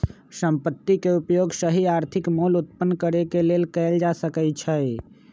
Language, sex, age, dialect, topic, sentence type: Magahi, male, 25-30, Western, banking, statement